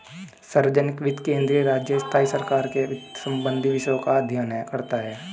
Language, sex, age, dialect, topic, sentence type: Hindi, male, 18-24, Hindustani Malvi Khadi Boli, banking, statement